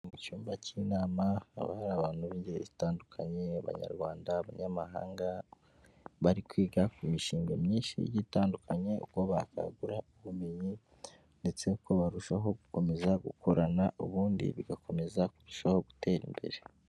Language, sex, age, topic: Kinyarwanda, female, 18-24, government